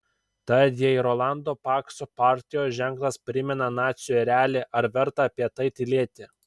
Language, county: Lithuanian, Kaunas